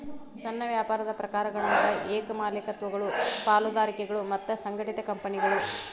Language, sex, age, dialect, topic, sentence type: Kannada, female, 25-30, Dharwad Kannada, banking, statement